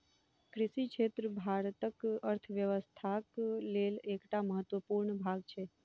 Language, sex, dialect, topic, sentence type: Maithili, female, Southern/Standard, agriculture, statement